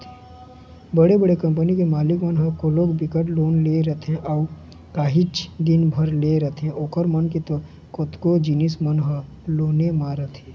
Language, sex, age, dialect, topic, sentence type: Chhattisgarhi, male, 18-24, Eastern, banking, statement